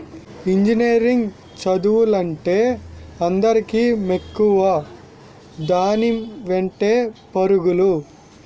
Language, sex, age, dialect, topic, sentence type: Telugu, male, 18-24, Utterandhra, banking, statement